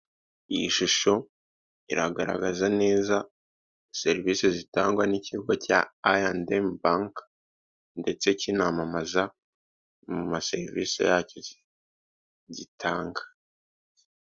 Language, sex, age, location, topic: Kinyarwanda, male, 36-49, Kigali, finance